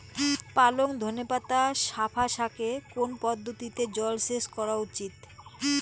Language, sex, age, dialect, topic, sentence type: Bengali, female, 18-24, Rajbangshi, agriculture, question